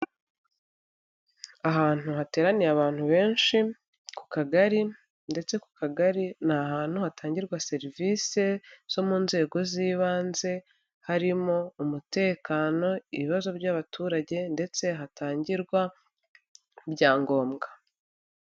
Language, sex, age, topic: Kinyarwanda, female, 25-35, health